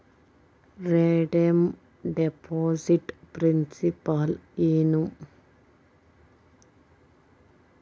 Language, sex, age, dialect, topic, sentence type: Kannada, female, 25-30, Dharwad Kannada, banking, statement